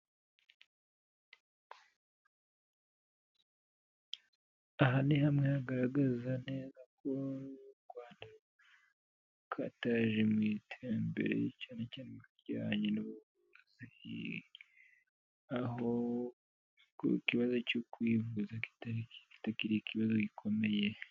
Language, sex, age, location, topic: Kinyarwanda, male, 25-35, Kigali, health